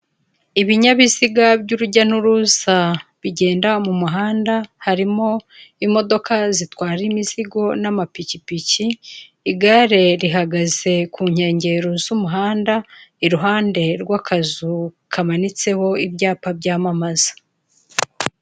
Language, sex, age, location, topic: Kinyarwanda, female, 25-35, Kigali, government